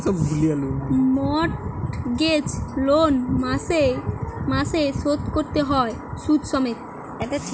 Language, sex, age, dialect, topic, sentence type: Bengali, female, 18-24, Western, banking, statement